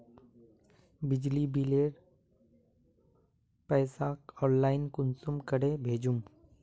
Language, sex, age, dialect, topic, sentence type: Magahi, male, 18-24, Northeastern/Surjapuri, banking, question